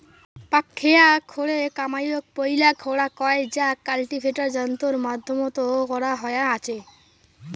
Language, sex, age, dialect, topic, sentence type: Bengali, male, 18-24, Rajbangshi, agriculture, statement